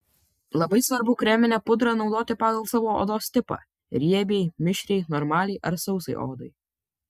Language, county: Lithuanian, Vilnius